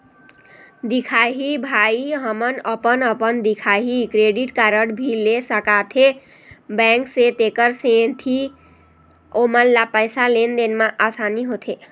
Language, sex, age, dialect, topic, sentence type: Chhattisgarhi, female, 51-55, Eastern, banking, question